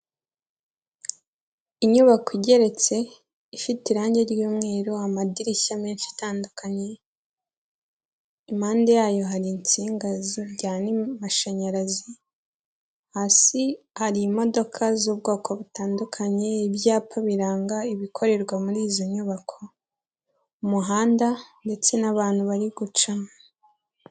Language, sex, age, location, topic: Kinyarwanda, female, 18-24, Kigali, government